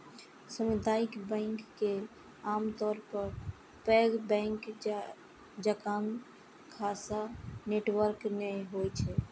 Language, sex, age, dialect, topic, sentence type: Maithili, female, 51-55, Eastern / Thethi, banking, statement